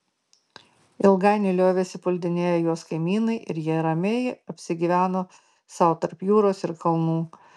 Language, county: Lithuanian, Marijampolė